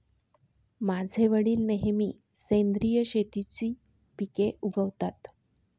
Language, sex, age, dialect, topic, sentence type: Marathi, female, 41-45, Northern Konkan, agriculture, statement